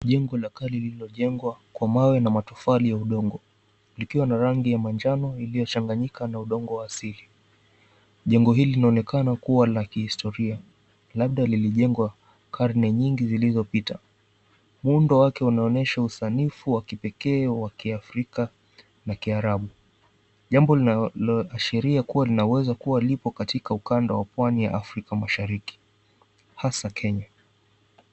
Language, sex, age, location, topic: Swahili, male, 18-24, Mombasa, government